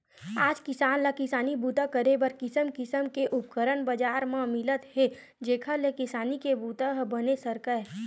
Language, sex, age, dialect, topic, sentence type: Chhattisgarhi, male, 25-30, Western/Budati/Khatahi, agriculture, statement